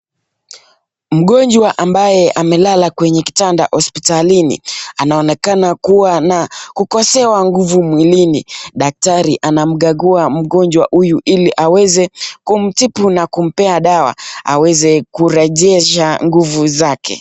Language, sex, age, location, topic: Swahili, male, 25-35, Nakuru, health